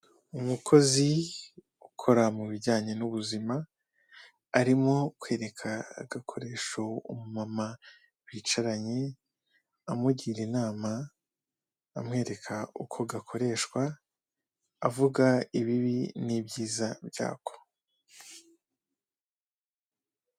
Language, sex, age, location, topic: Kinyarwanda, male, 18-24, Kigali, health